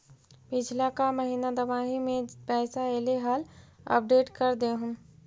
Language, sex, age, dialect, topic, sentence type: Magahi, female, 51-55, Central/Standard, banking, question